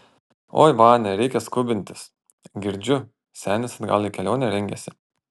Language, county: Lithuanian, Panevėžys